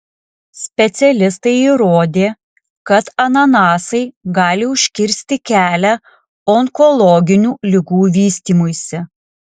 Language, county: Lithuanian, Alytus